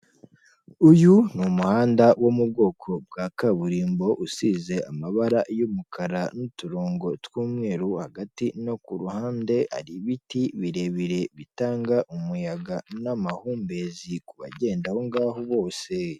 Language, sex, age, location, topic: Kinyarwanda, female, 18-24, Kigali, government